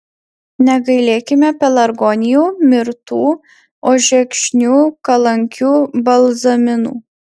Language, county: Lithuanian, Marijampolė